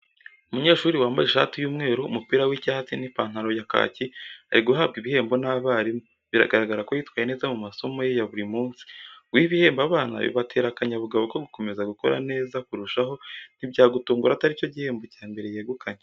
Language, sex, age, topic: Kinyarwanda, male, 18-24, education